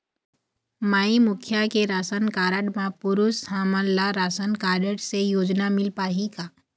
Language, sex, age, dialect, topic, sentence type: Chhattisgarhi, female, 51-55, Eastern, banking, question